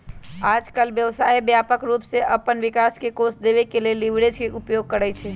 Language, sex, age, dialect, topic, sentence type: Magahi, female, 25-30, Western, banking, statement